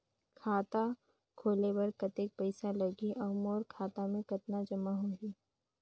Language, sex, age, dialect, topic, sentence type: Chhattisgarhi, female, 56-60, Northern/Bhandar, banking, question